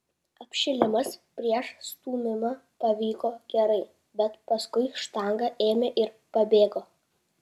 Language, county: Lithuanian, Kaunas